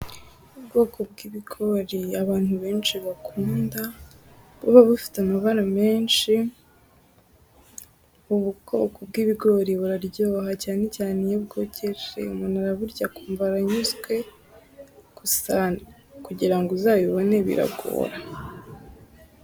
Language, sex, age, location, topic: Kinyarwanda, female, 18-24, Musanze, agriculture